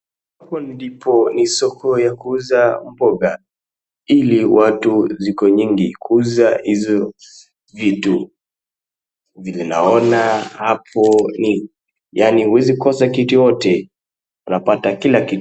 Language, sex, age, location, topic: Swahili, male, 18-24, Wajir, finance